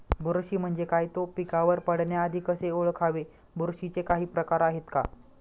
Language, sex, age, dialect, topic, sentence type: Marathi, male, 25-30, Northern Konkan, agriculture, question